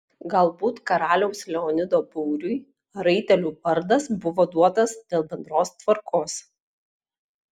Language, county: Lithuanian, Klaipėda